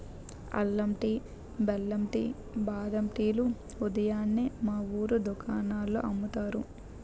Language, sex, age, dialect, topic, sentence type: Telugu, female, 60-100, Utterandhra, agriculture, statement